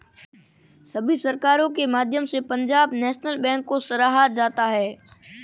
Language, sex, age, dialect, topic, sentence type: Hindi, female, 18-24, Marwari Dhudhari, banking, statement